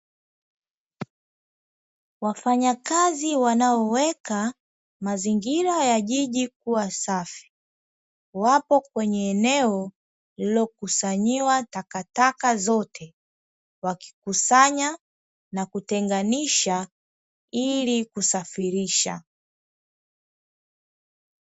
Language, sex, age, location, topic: Swahili, female, 25-35, Dar es Salaam, government